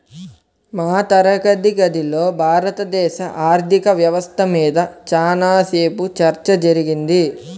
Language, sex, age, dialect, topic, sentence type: Telugu, male, 18-24, Central/Coastal, banking, statement